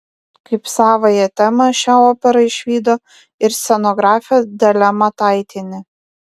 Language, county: Lithuanian, Vilnius